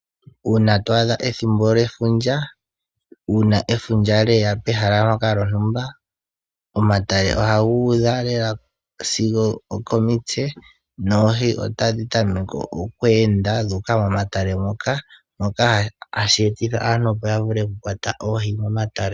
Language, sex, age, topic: Oshiwambo, male, 18-24, agriculture